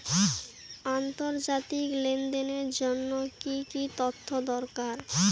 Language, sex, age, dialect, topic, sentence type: Bengali, female, 18-24, Rajbangshi, banking, question